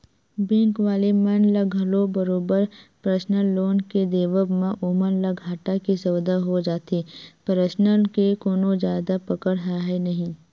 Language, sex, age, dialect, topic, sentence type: Chhattisgarhi, female, 18-24, Western/Budati/Khatahi, banking, statement